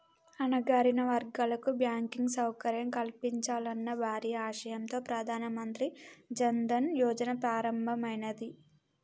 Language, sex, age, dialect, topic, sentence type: Telugu, female, 25-30, Telangana, banking, statement